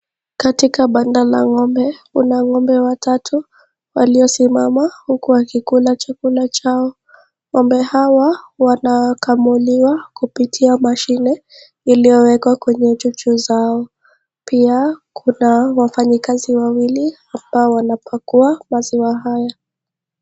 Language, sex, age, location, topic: Swahili, female, 25-35, Kisii, agriculture